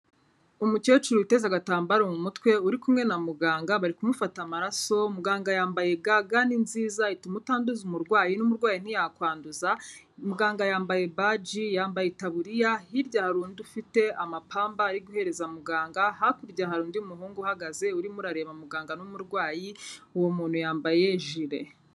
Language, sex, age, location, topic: Kinyarwanda, female, 25-35, Kigali, health